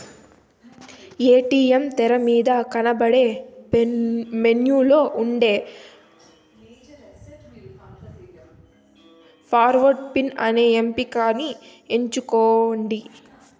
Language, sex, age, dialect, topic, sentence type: Telugu, female, 18-24, Southern, banking, statement